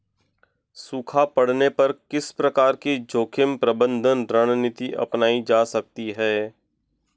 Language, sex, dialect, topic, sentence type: Hindi, male, Marwari Dhudhari, agriculture, statement